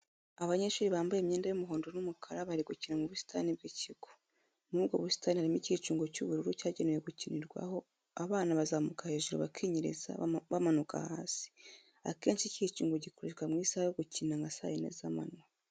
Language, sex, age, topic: Kinyarwanda, female, 25-35, education